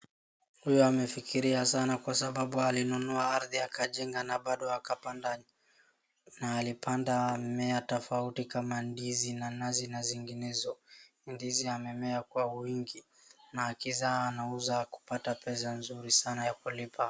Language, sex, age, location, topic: Swahili, female, 36-49, Wajir, agriculture